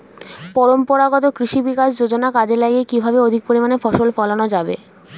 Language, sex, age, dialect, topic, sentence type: Bengali, female, 18-24, Standard Colloquial, agriculture, question